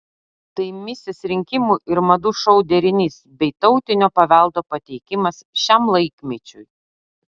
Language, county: Lithuanian, Utena